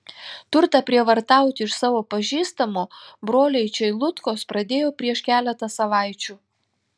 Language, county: Lithuanian, Telšiai